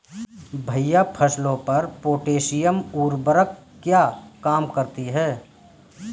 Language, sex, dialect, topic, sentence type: Hindi, male, Kanauji Braj Bhasha, agriculture, statement